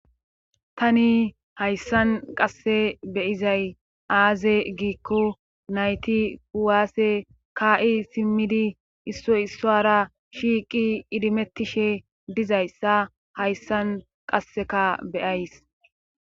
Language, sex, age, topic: Gamo, female, 25-35, government